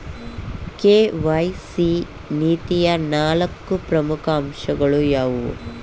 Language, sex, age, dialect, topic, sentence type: Kannada, male, 18-24, Mysore Kannada, banking, question